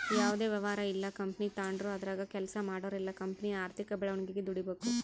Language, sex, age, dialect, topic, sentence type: Kannada, female, 25-30, Central, banking, statement